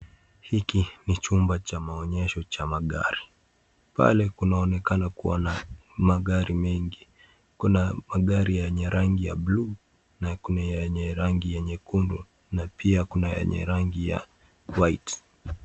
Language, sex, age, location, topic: Swahili, male, 18-24, Kisii, finance